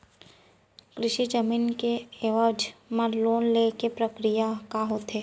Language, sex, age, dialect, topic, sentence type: Chhattisgarhi, female, 56-60, Central, banking, question